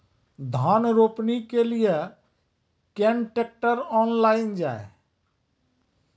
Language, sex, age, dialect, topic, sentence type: Maithili, male, 36-40, Angika, agriculture, question